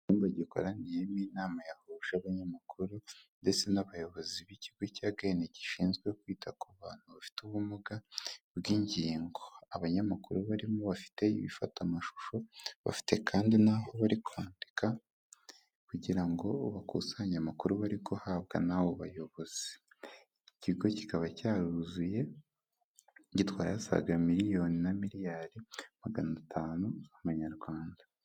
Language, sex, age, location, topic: Kinyarwanda, male, 18-24, Kigali, health